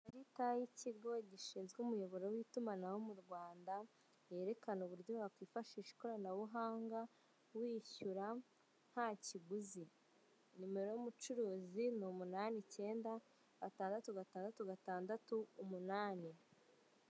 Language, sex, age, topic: Kinyarwanda, female, 18-24, finance